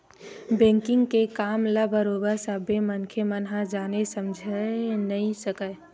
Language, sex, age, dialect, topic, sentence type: Chhattisgarhi, female, 18-24, Western/Budati/Khatahi, banking, statement